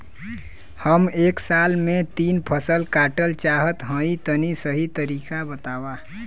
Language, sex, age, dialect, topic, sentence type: Bhojpuri, male, 25-30, Western, agriculture, question